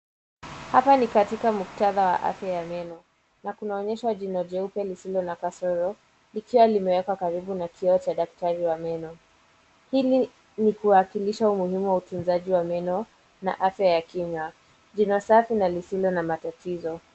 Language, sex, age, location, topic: Swahili, female, 18-24, Nairobi, health